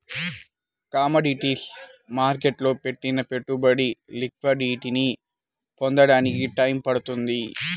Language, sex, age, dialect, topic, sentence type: Telugu, male, 18-24, Central/Coastal, banking, statement